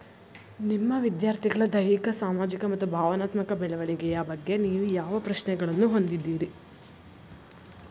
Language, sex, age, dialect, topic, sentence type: Kannada, female, 25-30, Mysore Kannada, banking, question